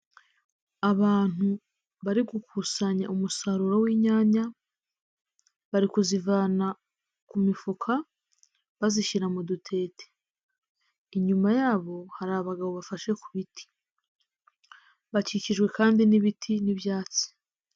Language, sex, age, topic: Kinyarwanda, female, 18-24, agriculture